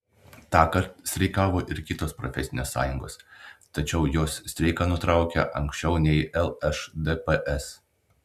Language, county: Lithuanian, Klaipėda